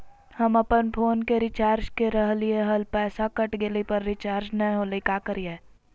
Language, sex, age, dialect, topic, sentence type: Magahi, female, 18-24, Southern, banking, question